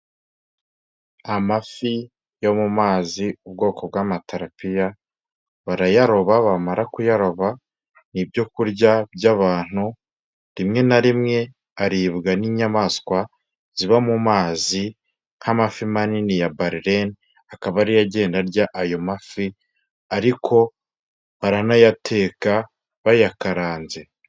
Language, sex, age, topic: Kinyarwanda, male, 25-35, agriculture